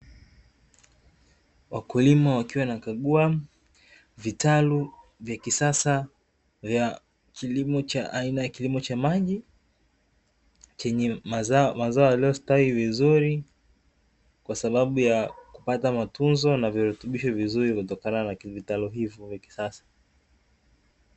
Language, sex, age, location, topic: Swahili, male, 18-24, Dar es Salaam, agriculture